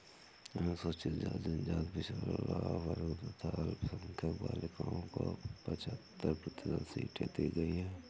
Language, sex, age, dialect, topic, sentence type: Hindi, male, 56-60, Awadhi Bundeli, banking, statement